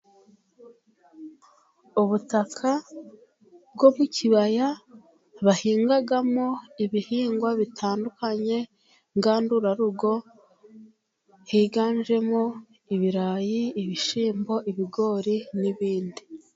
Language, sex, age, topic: Kinyarwanda, female, 25-35, agriculture